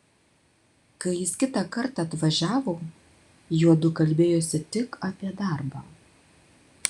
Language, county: Lithuanian, Vilnius